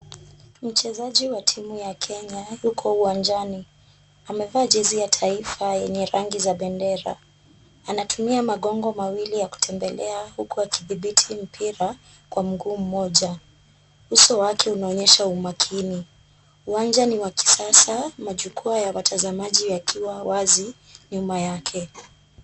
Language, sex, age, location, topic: Swahili, female, 25-35, Kisumu, education